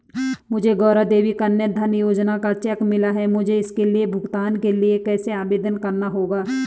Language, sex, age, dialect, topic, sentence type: Hindi, female, 31-35, Garhwali, banking, question